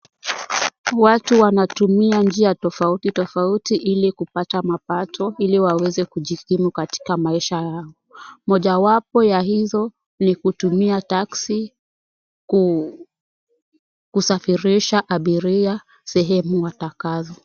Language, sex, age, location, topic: Swahili, female, 18-24, Kisumu, finance